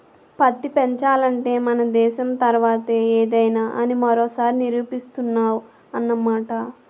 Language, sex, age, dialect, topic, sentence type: Telugu, female, 18-24, Utterandhra, agriculture, statement